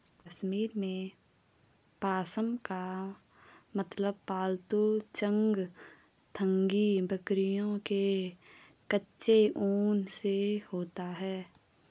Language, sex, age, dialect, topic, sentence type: Hindi, female, 18-24, Garhwali, agriculture, statement